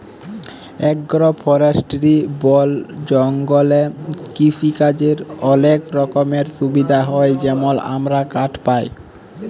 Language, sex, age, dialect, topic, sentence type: Bengali, male, 18-24, Jharkhandi, agriculture, statement